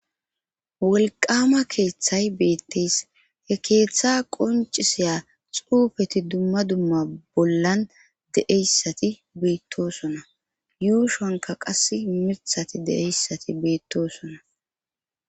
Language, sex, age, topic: Gamo, female, 36-49, government